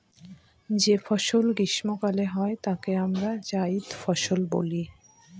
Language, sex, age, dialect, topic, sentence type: Bengali, female, <18, Northern/Varendri, agriculture, statement